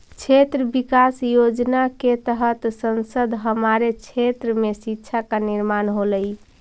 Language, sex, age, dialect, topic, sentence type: Magahi, female, 56-60, Central/Standard, agriculture, statement